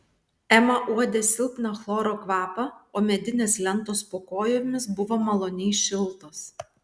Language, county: Lithuanian, Vilnius